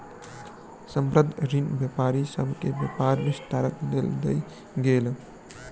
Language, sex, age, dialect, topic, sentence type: Maithili, male, 18-24, Southern/Standard, banking, statement